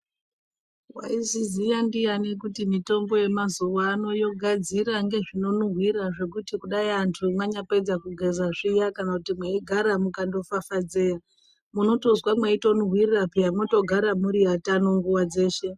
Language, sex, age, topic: Ndau, male, 36-49, health